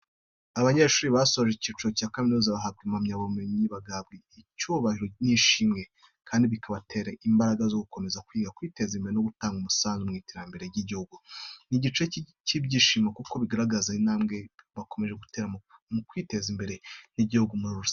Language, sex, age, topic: Kinyarwanda, female, 18-24, education